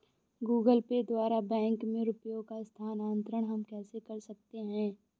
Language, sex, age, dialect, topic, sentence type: Hindi, female, 25-30, Awadhi Bundeli, banking, question